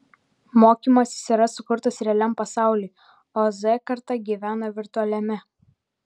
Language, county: Lithuanian, Vilnius